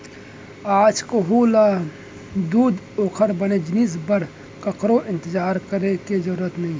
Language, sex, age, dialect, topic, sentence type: Chhattisgarhi, male, 25-30, Central, agriculture, statement